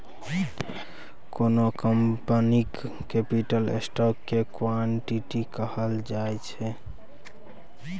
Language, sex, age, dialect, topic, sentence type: Maithili, male, 18-24, Bajjika, banking, statement